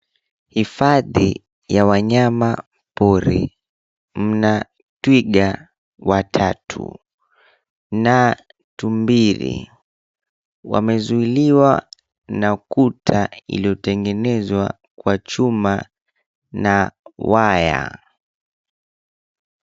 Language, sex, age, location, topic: Swahili, male, 25-35, Mombasa, agriculture